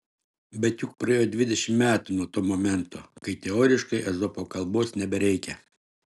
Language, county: Lithuanian, Šiauliai